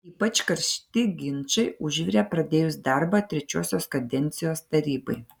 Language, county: Lithuanian, Klaipėda